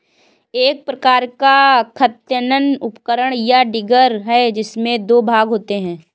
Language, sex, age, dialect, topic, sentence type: Hindi, female, 56-60, Kanauji Braj Bhasha, agriculture, statement